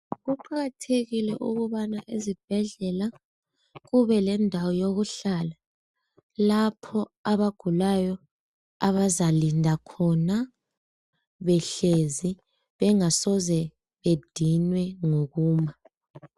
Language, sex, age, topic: North Ndebele, female, 18-24, health